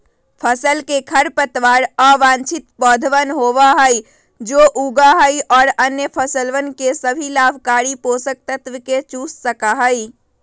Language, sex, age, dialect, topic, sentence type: Magahi, female, 25-30, Western, agriculture, statement